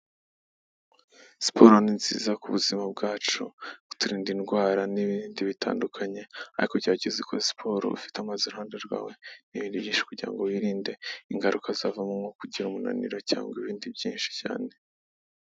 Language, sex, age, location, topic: Kinyarwanda, male, 18-24, Huye, health